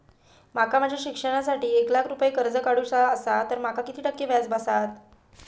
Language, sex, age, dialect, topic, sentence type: Marathi, female, 18-24, Southern Konkan, banking, question